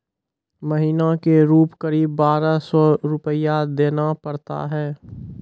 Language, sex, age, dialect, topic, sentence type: Maithili, male, 18-24, Angika, banking, question